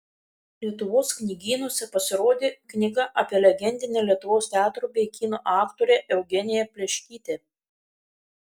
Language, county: Lithuanian, Kaunas